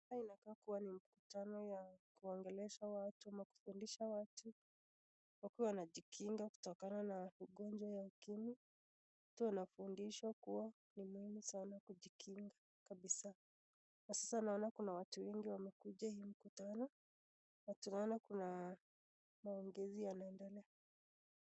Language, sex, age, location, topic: Swahili, female, 25-35, Nakuru, health